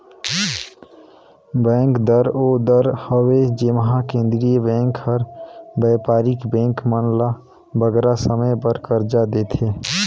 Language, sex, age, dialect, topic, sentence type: Chhattisgarhi, male, 31-35, Northern/Bhandar, banking, statement